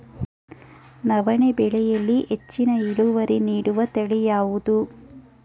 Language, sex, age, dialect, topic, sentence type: Kannada, female, 25-30, Mysore Kannada, agriculture, question